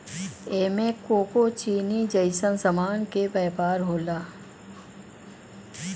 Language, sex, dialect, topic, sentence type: Bhojpuri, female, Western, banking, statement